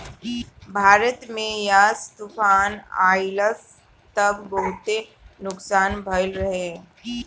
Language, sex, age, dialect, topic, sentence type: Bhojpuri, male, 31-35, Northern, agriculture, statement